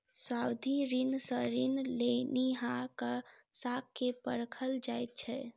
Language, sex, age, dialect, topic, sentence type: Maithili, female, 25-30, Southern/Standard, banking, statement